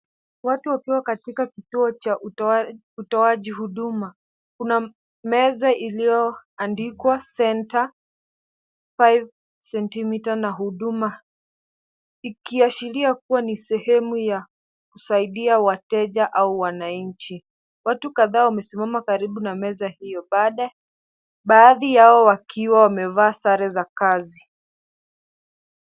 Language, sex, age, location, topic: Swahili, female, 18-24, Kisumu, government